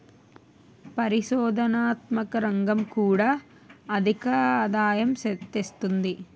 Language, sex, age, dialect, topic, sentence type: Telugu, female, 18-24, Utterandhra, banking, statement